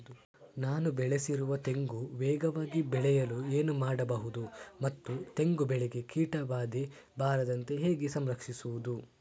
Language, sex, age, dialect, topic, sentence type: Kannada, male, 36-40, Coastal/Dakshin, agriculture, question